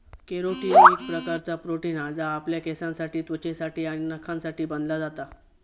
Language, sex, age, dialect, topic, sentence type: Marathi, male, 25-30, Southern Konkan, agriculture, statement